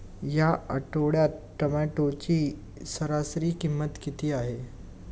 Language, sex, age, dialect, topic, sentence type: Marathi, male, 18-24, Standard Marathi, agriculture, question